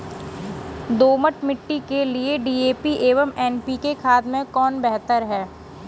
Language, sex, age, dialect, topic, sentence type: Hindi, female, 18-24, Kanauji Braj Bhasha, agriculture, question